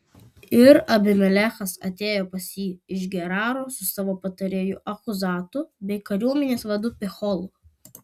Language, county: Lithuanian, Kaunas